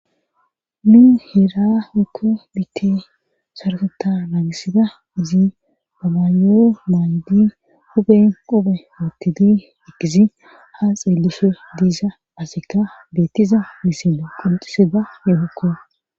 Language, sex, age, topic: Gamo, female, 25-35, government